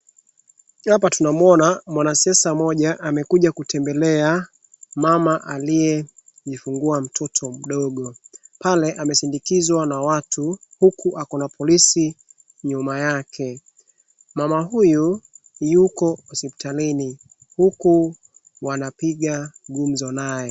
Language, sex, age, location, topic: Swahili, male, 25-35, Wajir, health